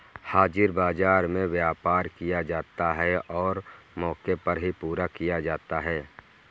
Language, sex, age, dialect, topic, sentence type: Hindi, male, 51-55, Kanauji Braj Bhasha, banking, statement